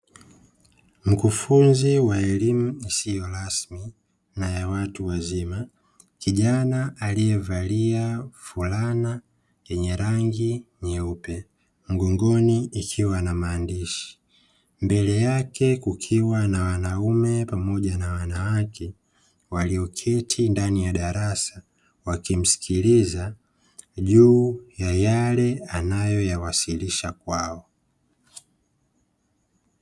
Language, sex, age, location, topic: Swahili, female, 18-24, Dar es Salaam, education